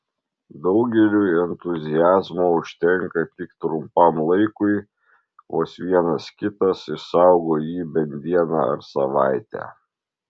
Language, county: Lithuanian, Marijampolė